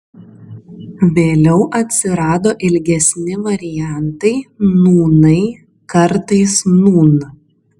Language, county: Lithuanian, Kaunas